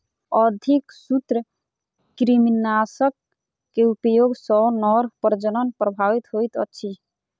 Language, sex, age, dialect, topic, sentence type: Maithili, female, 18-24, Southern/Standard, agriculture, statement